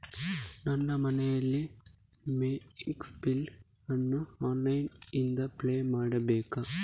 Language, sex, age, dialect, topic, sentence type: Kannada, male, 25-30, Coastal/Dakshin, banking, question